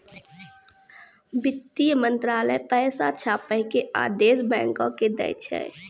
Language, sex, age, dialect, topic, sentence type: Maithili, female, 36-40, Angika, banking, statement